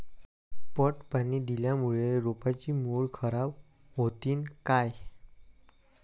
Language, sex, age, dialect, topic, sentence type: Marathi, male, 18-24, Varhadi, agriculture, question